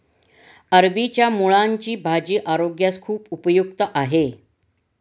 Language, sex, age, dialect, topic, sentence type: Marathi, female, 51-55, Standard Marathi, agriculture, statement